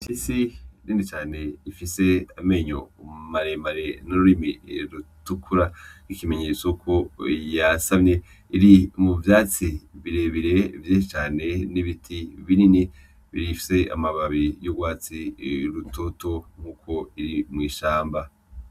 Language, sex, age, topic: Rundi, male, 25-35, agriculture